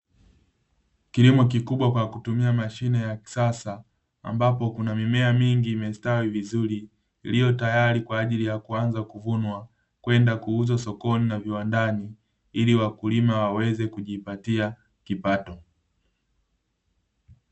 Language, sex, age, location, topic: Swahili, male, 25-35, Dar es Salaam, agriculture